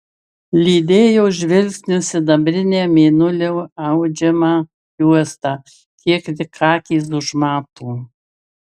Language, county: Lithuanian, Marijampolė